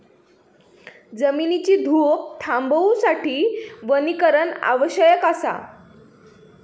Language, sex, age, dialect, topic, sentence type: Marathi, female, 18-24, Southern Konkan, agriculture, statement